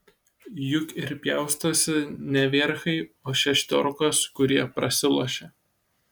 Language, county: Lithuanian, Šiauliai